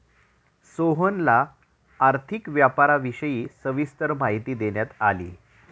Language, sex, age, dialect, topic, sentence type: Marathi, male, 36-40, Standard Marathi, banking, statement